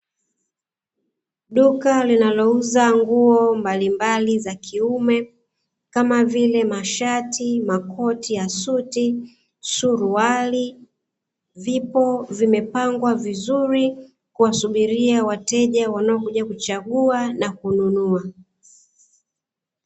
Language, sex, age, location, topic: Swahili, female, 36-49, Dar es Salaam, finance